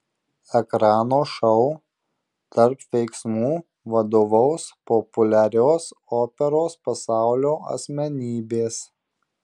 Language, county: Lithuanian, Marijampolė